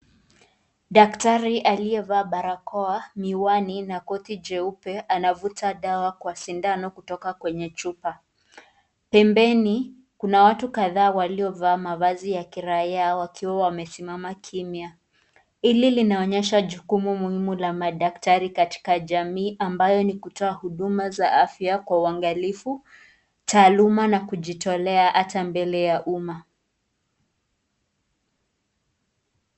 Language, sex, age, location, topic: Swahili, female, 25-35, Nakuru, health